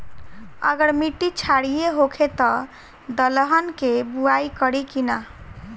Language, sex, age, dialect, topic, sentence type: Bhojpuri, female, 18-24, Southern / Standard, agriculture, question